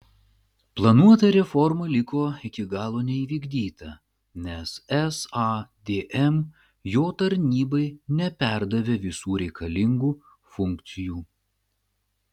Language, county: Lithuanian, Klaipėda